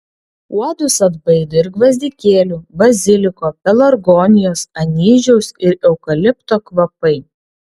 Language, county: Lithuanian, Vilnius